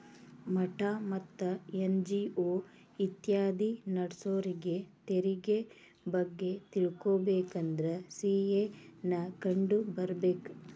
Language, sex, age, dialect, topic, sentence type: Kannada, female, 31-35, Dharwad Kannada, banking, statement